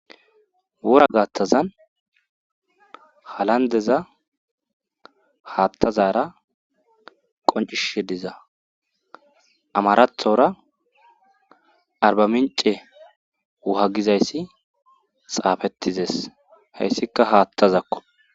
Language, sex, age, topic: Gamo, male, 18-24, government